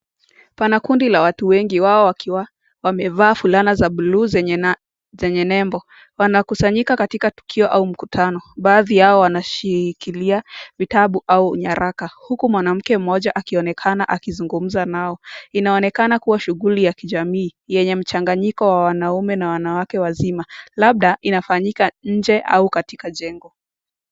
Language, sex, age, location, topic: Swahili, female, 18-24, Nakuru, health